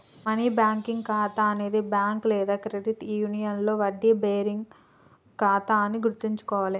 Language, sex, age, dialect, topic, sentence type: Telugu, female, 18-24, Telangana, banking, statement